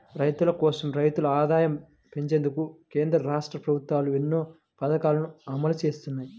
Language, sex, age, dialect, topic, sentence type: Telugu, male, 25-30, Central/Coastal, agriculture, statement